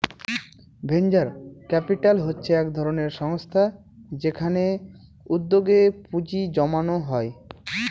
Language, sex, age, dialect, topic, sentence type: Bengali, male, 18-24, Northern/Varendri, banking, statement